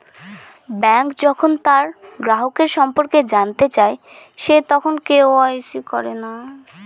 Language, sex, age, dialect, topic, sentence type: Bengali, male, 31-35, Northern/Varendri, banking, statement